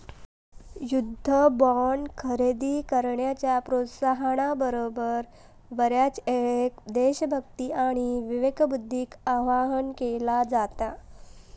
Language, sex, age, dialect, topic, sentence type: Marathi, female, 18-24, Southern Konkan, banking, statement